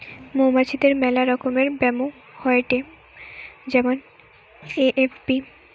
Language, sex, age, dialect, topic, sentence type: Bengali, female, 18-24, Western, agriculture, statement